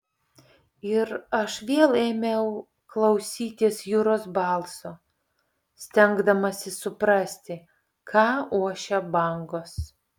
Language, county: Lithuanian, Vilnius